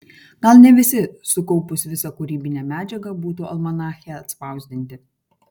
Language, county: Lithuanian, Kaunas